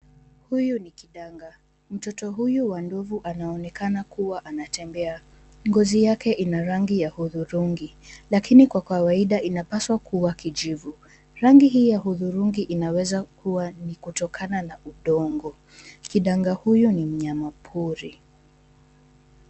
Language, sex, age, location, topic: Swahili, female, 18-24, Nairobi, government